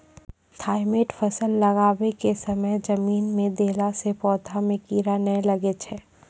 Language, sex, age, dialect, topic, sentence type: Maithili, female, 18-24, Angika, agriculture, question